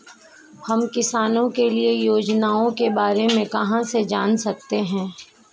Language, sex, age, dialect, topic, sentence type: Hindi, female, 18-24, Marwari Dhudhari, agriculture, question